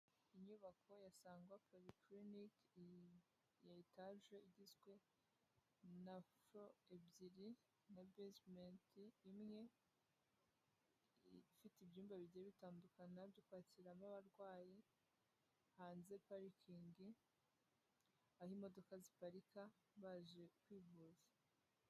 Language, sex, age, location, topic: Kinyarwanda, female, 18-24, Huye, health